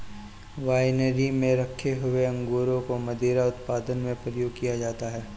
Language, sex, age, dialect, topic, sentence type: Hindi, male, 25-30, Awadhi Bundeli, agriculture, statement